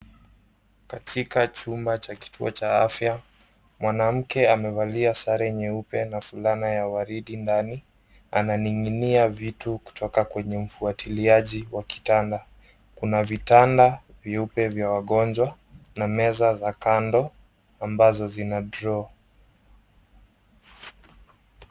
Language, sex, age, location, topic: Swahili, male, 18-24, Nairobi, health